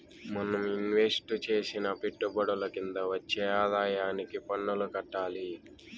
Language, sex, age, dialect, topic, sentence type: Telugu, male, 18-24, Southern, banking, statement